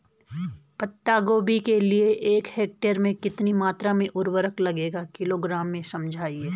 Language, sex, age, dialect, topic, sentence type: Hindi, female, 41-45, Garhwali, agriculture, question